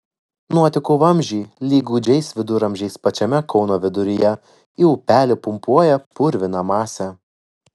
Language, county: Lithuanian, Vilnius